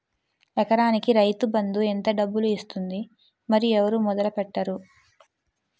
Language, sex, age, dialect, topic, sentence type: Telugu, female, 25-30, Utterandhra, agriculture, question